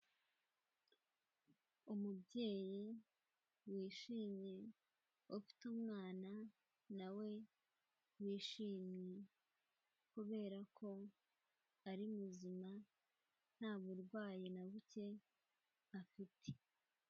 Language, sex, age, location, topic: Kinyarwanda, female, 18-24, Kigali, health